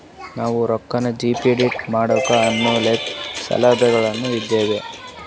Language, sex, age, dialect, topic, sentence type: Kannada, male, 18-24, Northeastern, banking, question